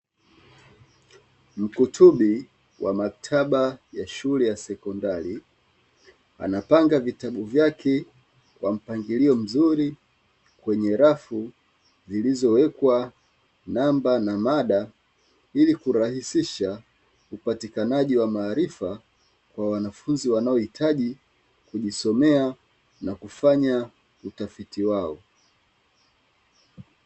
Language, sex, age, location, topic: Swahili, male, 25-35, Dar es Salaam, education